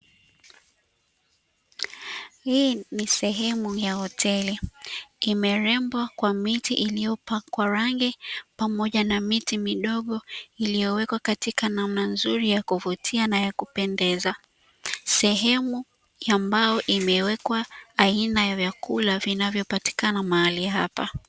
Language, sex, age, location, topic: Swahili, female, 25-35, Dar es Salaam, finance